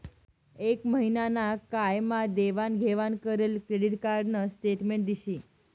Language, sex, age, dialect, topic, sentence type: Marathi, female, 18-24, Northern Konkan, banking, statement